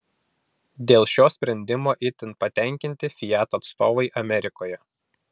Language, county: Lithuanian, Vilnius